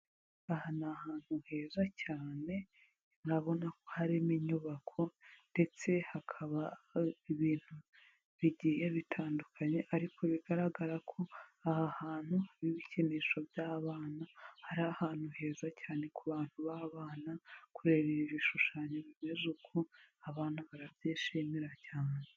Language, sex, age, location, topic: Kinyarwanda, female, 25-35, Huye, health